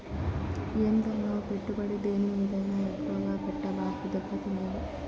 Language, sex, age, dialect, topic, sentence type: Telugu, male, 18-24, Southern, banking, statement